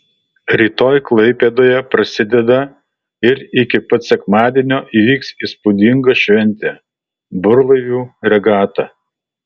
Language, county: Lithuanian, Alytus